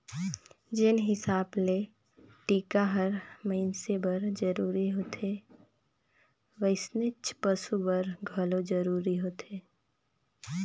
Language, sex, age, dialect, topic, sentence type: Chhattisgarhi, female, 25-30, Northern/Bhandar, agriculture, statement